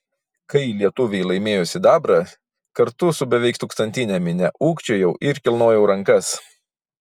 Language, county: Lithuanian, Vilnius